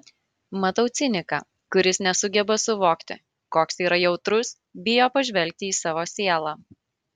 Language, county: Lithuanian, Marijampolė